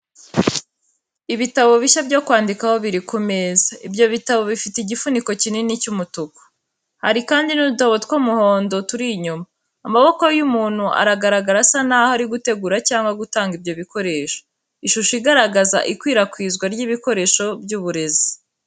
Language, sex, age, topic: Kinyarwanda, female, 18-24, education